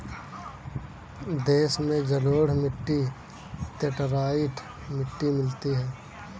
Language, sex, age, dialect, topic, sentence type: Hindi, male, 18-24, Kanauji Braj Bhasha, agriculture, statement